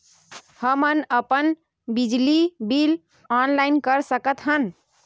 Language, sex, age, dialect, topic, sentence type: Chhattisgarhi, female, 18-24, Western/Budati/Khatahi, banking, question